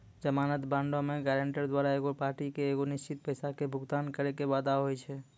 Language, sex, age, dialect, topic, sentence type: Maithili, male, 25-30, Angika, banking, statement